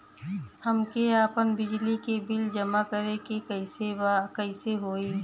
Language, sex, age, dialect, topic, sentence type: Bhojpuri, female, 31-35, Western, banking, question